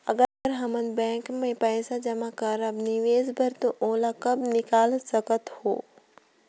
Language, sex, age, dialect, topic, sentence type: Chhattisgarhi, female, 18-24, Northern/Bhandar, banking, question